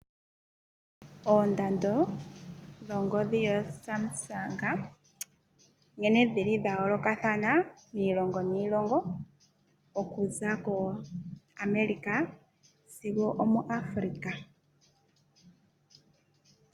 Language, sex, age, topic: Oshiwambo, female, 25-35, finance